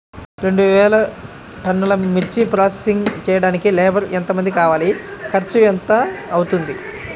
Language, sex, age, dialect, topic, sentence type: Telugu, male, 25-30, Central/Coastal, agriculture, question